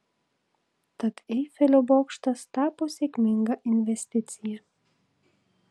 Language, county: Lithuanian, Tauragė